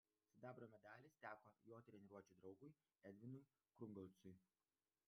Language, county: Lithuanian, Vilnius